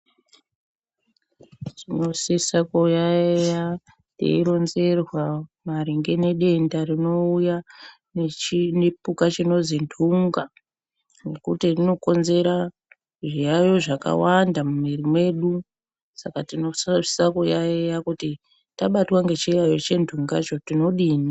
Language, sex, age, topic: Ndau, female, 18-24, health